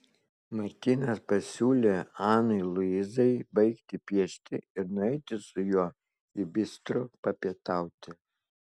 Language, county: Lithuanian, Kaunas